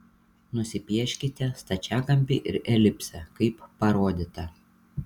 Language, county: Lithuanian, Šiauliai